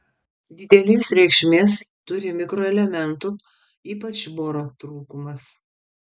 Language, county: Lithuanian, Kaunas